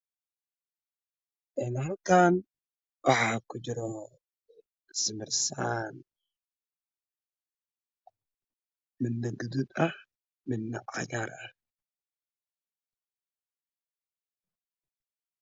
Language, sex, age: Somali, male, 25-35